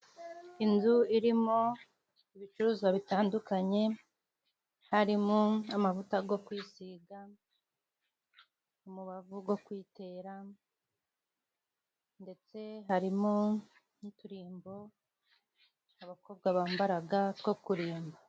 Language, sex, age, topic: Kinyarwanda, female, 25-35, finance